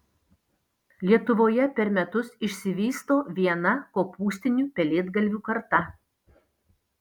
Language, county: Lithuanian, Alytus